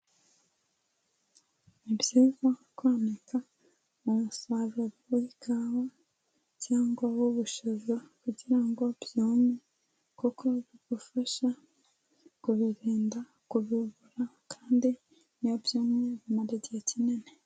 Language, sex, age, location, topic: Kinyarwanda, female, 18-24, Kigali, agriculture